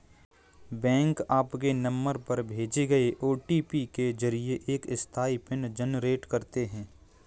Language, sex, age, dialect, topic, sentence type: Hindi, male, 25-30, Kanauji Braj Bhasha, banking, statement